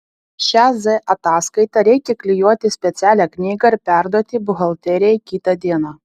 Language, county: Lithuanian, Vilnius